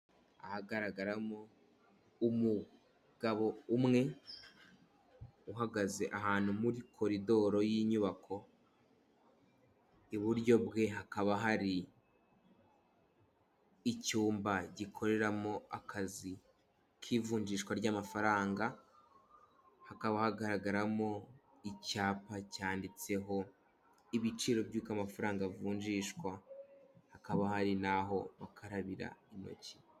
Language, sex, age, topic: Kinyarwanda, male, 18-24, finance